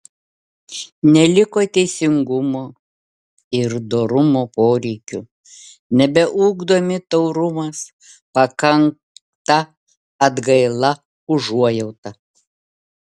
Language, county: Lithuanian, Vilnius